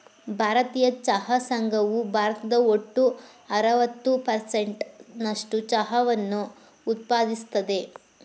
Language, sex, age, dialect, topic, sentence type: Kannada, female, 41-45, Mysore Kannada, agriculture, statement